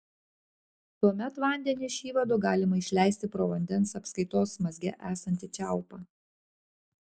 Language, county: Lithuanian, Klaipėda